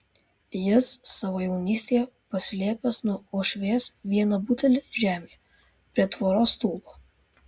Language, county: Lithuanian, Vilnius